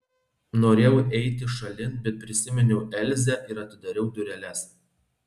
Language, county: Lithuanian, Alytus